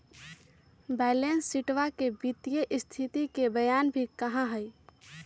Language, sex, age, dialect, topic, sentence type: Magahi, female, 36-40, Western, banking, statement